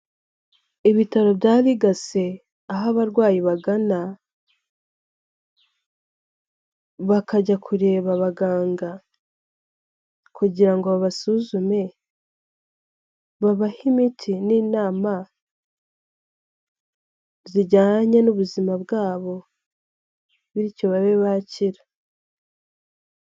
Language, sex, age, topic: Kinyarwanda, female, 18-24, health